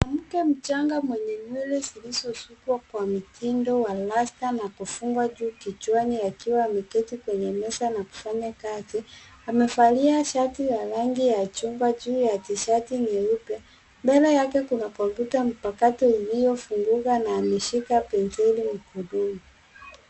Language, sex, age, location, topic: Swahili, female, 25-35, Nairobi, education